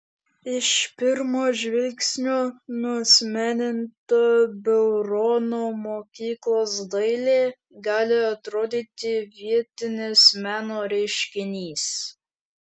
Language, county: Lithuanian, Šiauliai